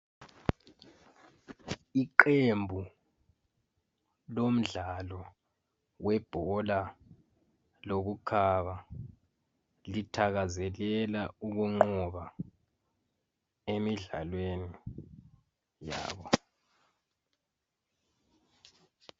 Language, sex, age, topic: North Ndebele, male, 25-35, health